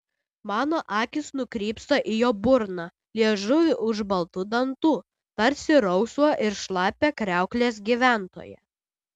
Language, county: Lithuanian, Utena